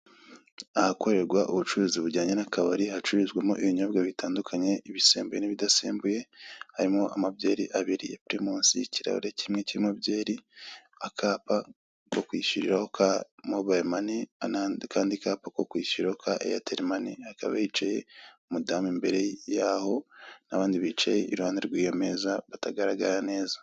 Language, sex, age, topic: Kinyarwanda, male, 25-35, finance